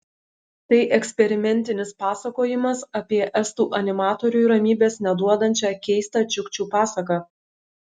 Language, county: Lithuanian, Šiauliai